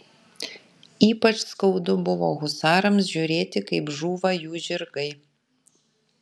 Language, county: Lithuanian, Kaunas